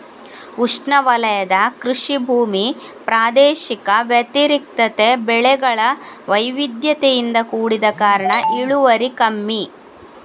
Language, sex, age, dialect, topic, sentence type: Kannada, female, 41-45, Coastal/Dakshin, agriculture, statement